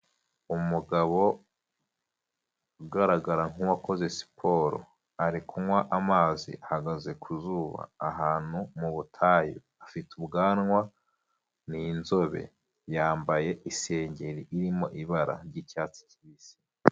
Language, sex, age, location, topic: Kinyarwanda, male, 25-35, Huye, health